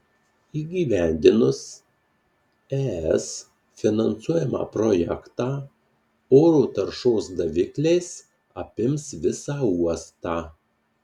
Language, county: Lithuanian, Marijampolė